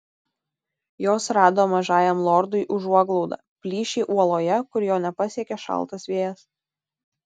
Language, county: Lithuanian, Tauragė